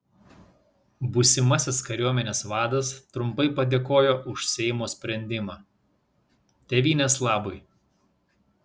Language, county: Lithuanian, Vilnius